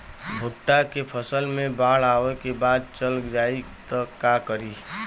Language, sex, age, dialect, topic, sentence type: Bhojpuri, male, 36-40, Western, agriculture, question